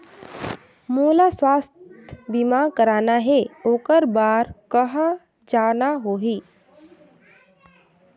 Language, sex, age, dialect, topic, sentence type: Chhattisgarhi, female, 18-24, Northern/Bhandar, banking, question